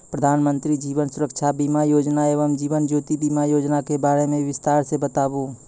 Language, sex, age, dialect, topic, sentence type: Maithili, male, 36-40, Angika, banking, question